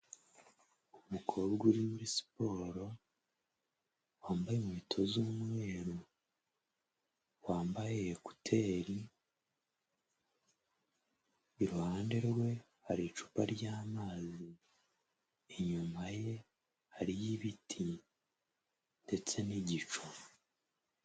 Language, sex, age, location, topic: Kinyarwanda, male, 25-35, Huye, health